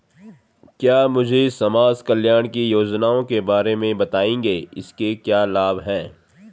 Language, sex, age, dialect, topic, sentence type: Hindi, male, 36-40, Garhwali, banking, question